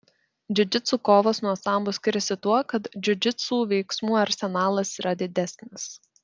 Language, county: Lithuanian, Klaipėda